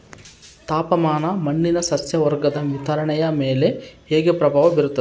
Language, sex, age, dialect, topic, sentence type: Kannada, male, 31-35, Central, agriculture, question